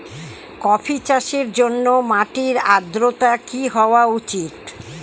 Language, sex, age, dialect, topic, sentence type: Bengali, female, 60-100, Standard Colloquial, agriculture, question